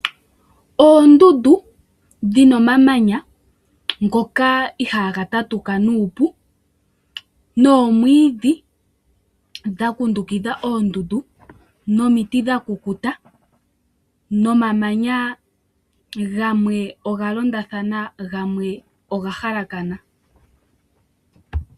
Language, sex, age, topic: Oshiwambo, female, 18-24, agriculture